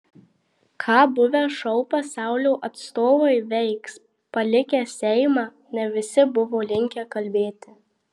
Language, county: Lithuanian, Marijampolė